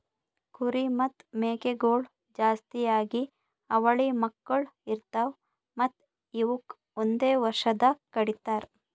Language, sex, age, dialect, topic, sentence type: Kannada, female, 31-35, Northeastern, agriculture, statement